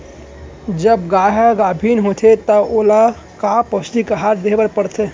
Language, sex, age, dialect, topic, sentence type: Chhattisgarhi, male, 25-30, Central, agriculture, question